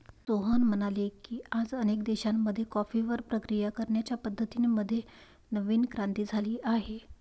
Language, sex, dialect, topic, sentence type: Marathi, female, Varhadi, agriculture, statement